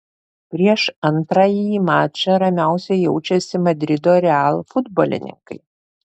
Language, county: Lithuanian, Panevėžys